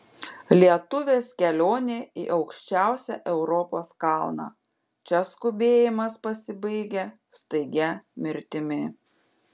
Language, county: Lithuanian, Panevėžys